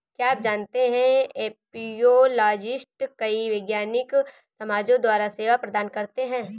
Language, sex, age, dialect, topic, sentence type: Hindi, female, 18-24, Awadhi Bundeli, agriculture, statement